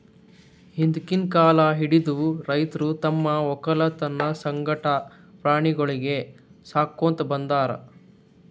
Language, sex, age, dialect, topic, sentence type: Kannada, male, 18-24, Northeastern, agriculture, statement